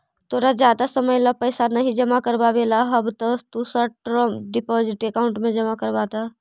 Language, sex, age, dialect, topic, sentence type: Magahi, female, 25-30, Central/Standard, banking, statement